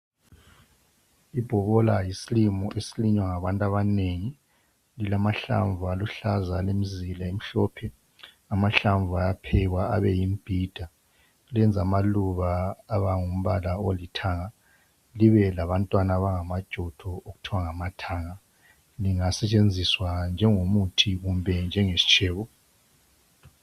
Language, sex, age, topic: North Ndebele, male, 50+, health